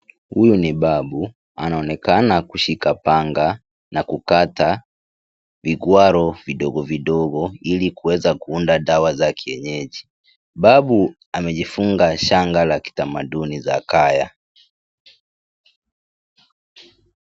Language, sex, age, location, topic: Swahili, male, 18-24, Kisii, health